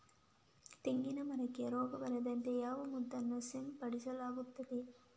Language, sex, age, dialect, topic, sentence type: Kannada, female, 25-30, Coastal/Dakshin, agriculture, question